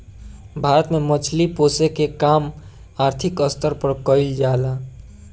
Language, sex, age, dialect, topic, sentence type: Bhojpuri, male, 18-24, Southern / Standard, agriculture, statement